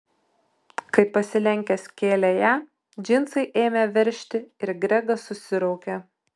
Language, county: Lithuanian, Utena